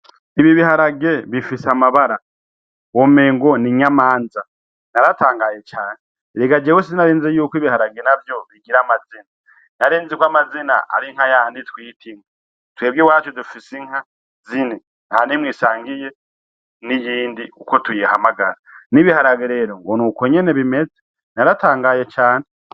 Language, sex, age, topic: Rundi, male, 36-49, agriculture